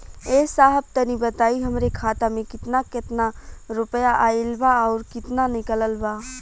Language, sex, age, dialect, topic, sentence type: Bhojpuri, female, <18, Western, banking, question